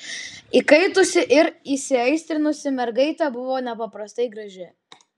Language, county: Lithuanian, Vilnius